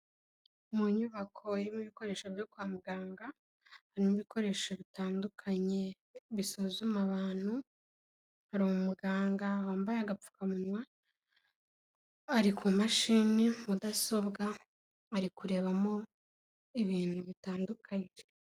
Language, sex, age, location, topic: Kinyarwanda, female, 18-24, Kigali, health